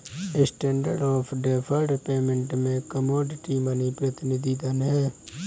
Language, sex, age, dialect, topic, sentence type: Hindi, male, 25-30, Kanauji Braj Bhasha, banking, statement